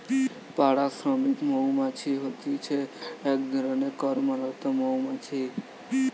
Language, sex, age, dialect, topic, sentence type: Bengali, male, 18-24, Western, agriculture, statement